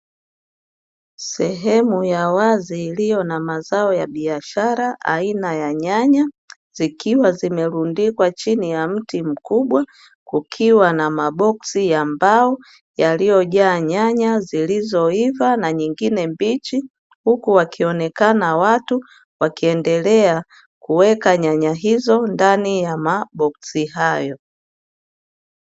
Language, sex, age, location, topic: Swahili, female, 50+, Dar es Salaam, agriculture